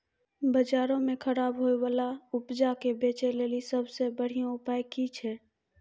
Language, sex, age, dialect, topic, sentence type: Maithili, female, 41-45, Angika, agriculture, statement